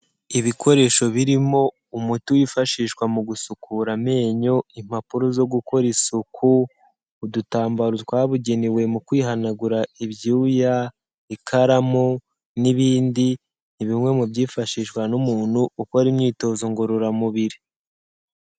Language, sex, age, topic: Kinyarwanda, male, 18-24, health